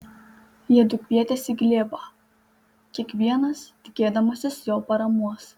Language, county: Lithuanian, Panevėžys